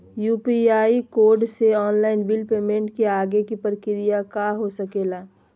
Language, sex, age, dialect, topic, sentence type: Magahi, female, 25-30, Southern, banking, question